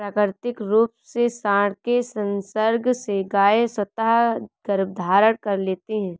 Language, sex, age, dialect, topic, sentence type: Hindi, female, 18-24, Marwari Dhudhari, agriculture, statement